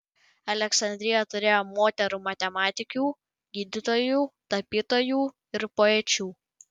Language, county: Lithuanian, Panevėžys